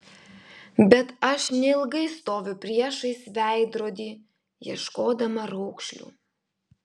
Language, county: Lithuanian, Alytus